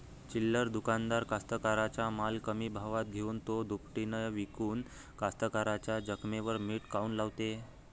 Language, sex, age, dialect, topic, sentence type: Marathi, male, 18-24, Varhadi, agriculture, question